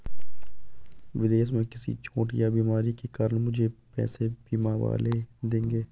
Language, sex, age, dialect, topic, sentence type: Hindi, male, 18-24, Garhwali, banking, statement